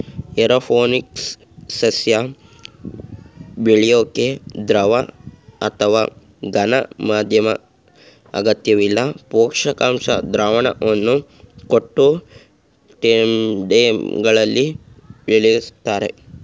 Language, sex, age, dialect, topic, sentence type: Kannada, male, 36-40, Mysore Kannada, agriculture, statement